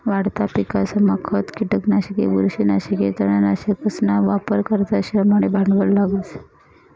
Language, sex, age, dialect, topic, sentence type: Marathi, female, 31-35, Northern Konkan, agriculture, statement